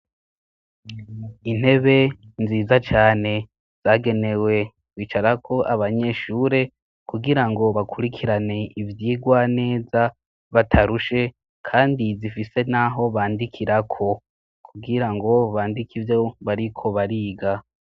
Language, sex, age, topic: Rundi, male, 25-35, education